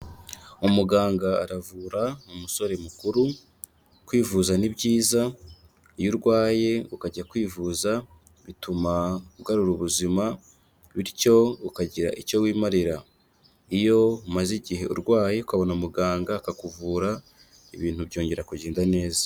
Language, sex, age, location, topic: Kinyarwanda, male, 25-35, Kigali, health